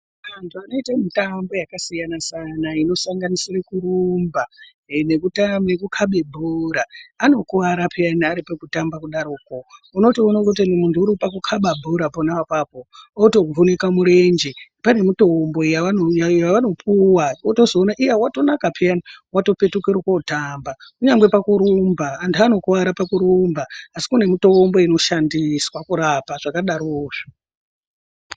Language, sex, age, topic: Ndau, female, 36-49, health